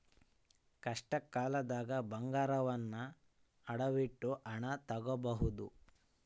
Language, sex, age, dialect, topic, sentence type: Kannada, male, 25-30, Central, banking, statement